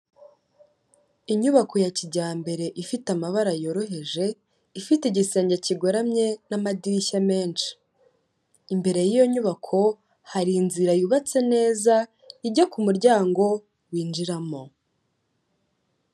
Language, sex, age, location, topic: Kinyarwanda, female, 18-24, Kigali, health